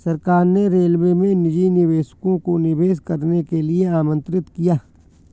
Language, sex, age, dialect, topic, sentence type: Hindi, male, 41-45, Awadhi Bundeli, banking, statement